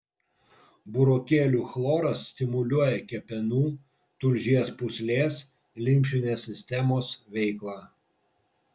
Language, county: Lithuanian, Vilnius